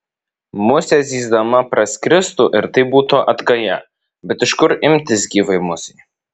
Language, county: Lithuanian, Vilnius